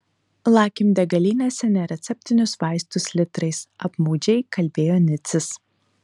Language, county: Lithuanian, Utena